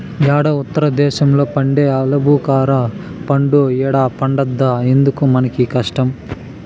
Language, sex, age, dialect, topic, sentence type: Telugu, male, 18-24, Southern, agriculture, statement